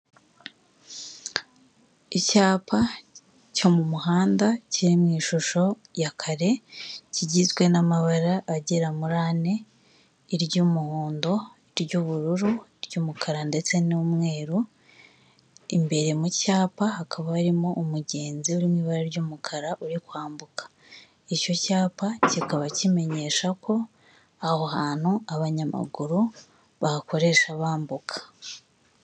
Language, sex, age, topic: Kinyarwanda, male, 36-49, government